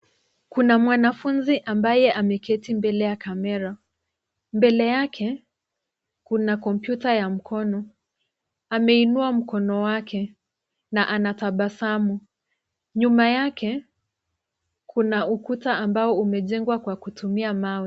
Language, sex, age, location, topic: Swahili, female, 25-35, Nairobi, education